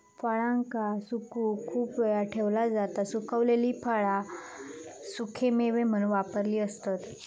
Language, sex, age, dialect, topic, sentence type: Marathi, female, 25-30, Southern Konkan, agriculture, statement